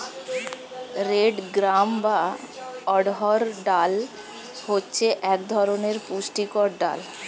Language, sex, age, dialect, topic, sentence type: Bengali, female, 25-30, Standard Colloquial, agriculture, statement